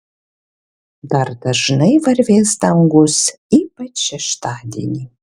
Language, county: Lithuanian, Alytus